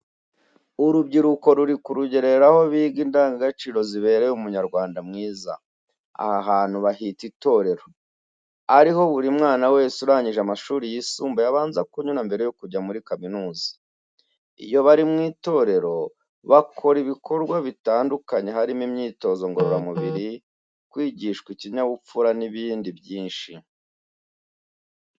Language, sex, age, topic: Kinyarwanda, male, 36-49, education